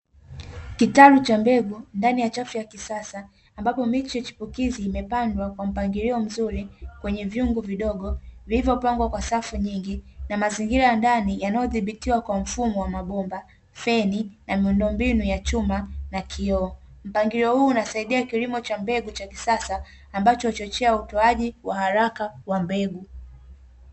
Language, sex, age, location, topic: Swahili, female, 18-24, Dar es Salaam, agriculture